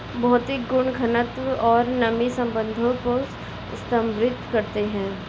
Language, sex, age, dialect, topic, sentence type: Hindi, female, 25-30, Kanauji Braj Bhasha, agriculture, statement